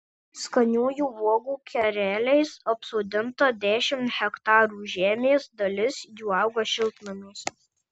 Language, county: Lithuanian, Marijampolė